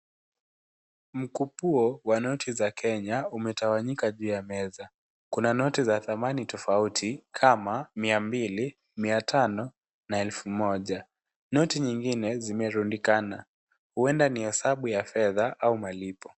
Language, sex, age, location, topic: Swahili, male, 18-24, Kisumu, finance